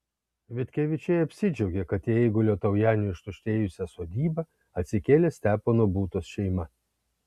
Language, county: Lithuanian, Kaunas